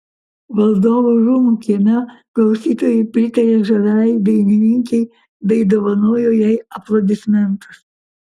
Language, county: Lithuanian, Kaunas